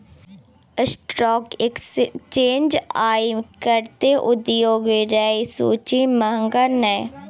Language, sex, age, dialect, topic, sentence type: Maithili, female, 41-45, Bajjika, banking, statement